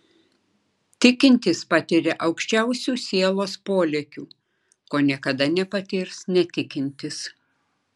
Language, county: Lithuanian, Klaipėda